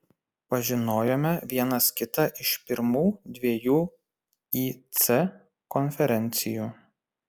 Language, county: Lithuanian, Kaunas